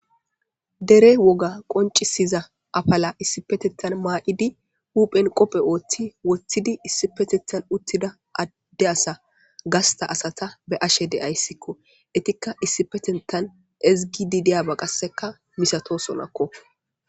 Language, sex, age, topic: Gamo, female, 18-24, government